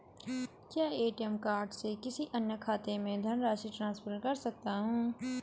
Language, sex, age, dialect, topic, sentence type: Hindi, male, 31-35, Garhwali, banking, question